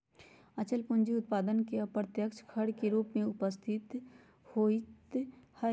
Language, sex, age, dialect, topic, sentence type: Magahi, female, 31-35, Western, banking, statement